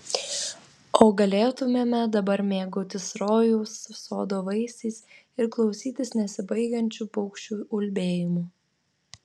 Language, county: Lithuanian, Vilnius